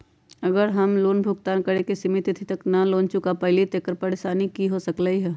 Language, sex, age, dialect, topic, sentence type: Magahi, female, 18-24, Western, banking, question